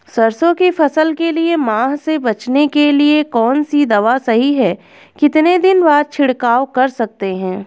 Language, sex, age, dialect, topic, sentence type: Hindi, female, 25-30, Garhwali, agriculture, question